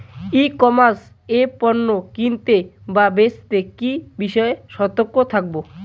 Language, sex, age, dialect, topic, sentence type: Bengali, male, 18-24, Rajbangshi, agriculture, question